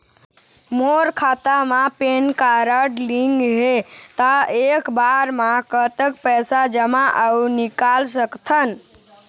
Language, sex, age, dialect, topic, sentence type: Chhattisgarhi, male, 51-55, Eastern, banking, question